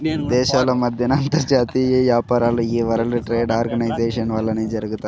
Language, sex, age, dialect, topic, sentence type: Telugu, male, 51-55, Southern, banking, statement